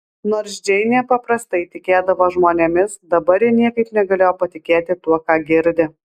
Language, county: Lithuanian, Alytus